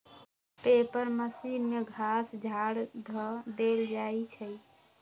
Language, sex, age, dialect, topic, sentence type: Magahi, female, 41-45, Western, agriculture, statement